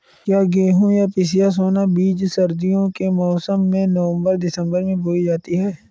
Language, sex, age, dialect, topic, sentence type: Hindi, male, 31-35, Awadhi Bundeli, agriculture, question